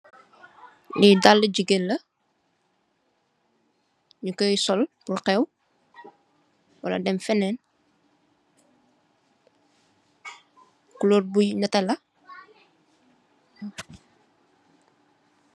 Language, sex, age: Wolof, female, 18-24